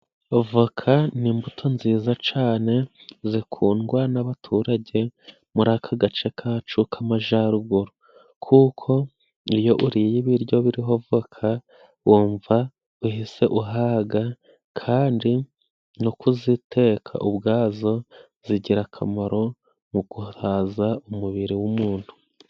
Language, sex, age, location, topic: Kinyarwanda, male, 25-35, Musanze, agriculture